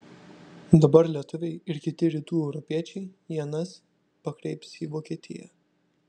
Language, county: Lithuanian, Vilnius